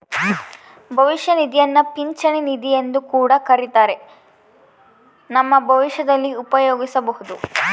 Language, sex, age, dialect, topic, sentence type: Kannada, female, 18-24, Central, banking, statement